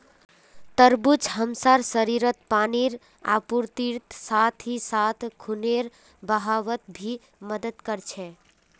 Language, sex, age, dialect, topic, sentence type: Magahi, female, 18-24, Northeastern/Surjapuri, agriculture, statement